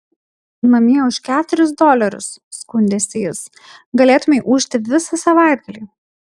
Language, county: Lithuanian, Kaunas